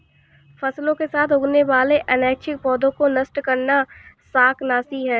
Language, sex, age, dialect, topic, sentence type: Hindi, female, 25-30, Awadhi Bundeli, agriculture, statement